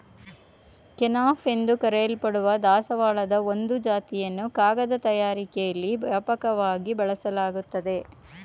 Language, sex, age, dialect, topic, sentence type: Kannada, female, 41-45, Mysore Kannada, agriculture, statement